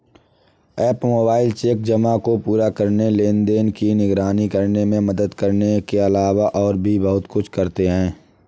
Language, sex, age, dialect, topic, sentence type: Hindi, male, 18-24, Awadhi Bundeli, banking, statement